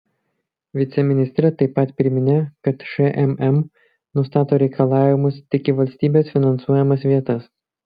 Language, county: Lithuanian, Kaunas